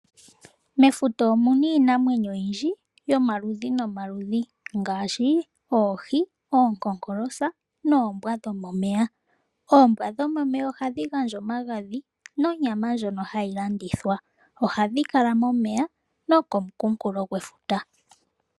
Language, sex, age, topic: Oshiwambo, female, 18-24, agriculture